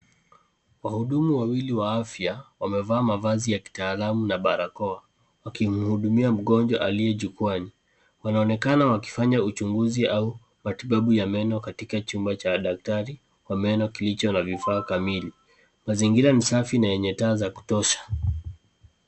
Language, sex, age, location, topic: Swahili, male, 25-35, Kisii, health